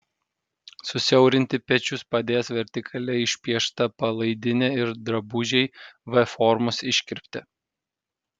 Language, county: Lithuanian, Vilnius